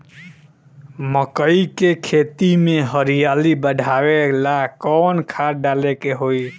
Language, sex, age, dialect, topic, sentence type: Bhojpuri, male, 18-24, Southern / Standard, agriculture, question